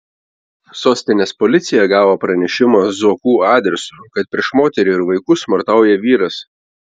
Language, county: Lithuanian, Telšiai